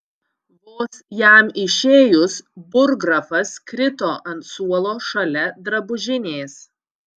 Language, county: Lithuanian, Utena